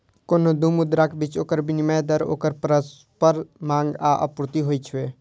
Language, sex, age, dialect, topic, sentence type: Maithili, male, 18-24, Eastern / Thethi, banking, statement